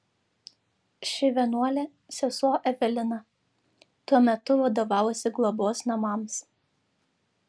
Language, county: Lithuanian, Vilnius